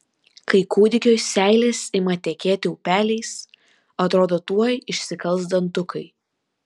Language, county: Lithuanian, Vilnius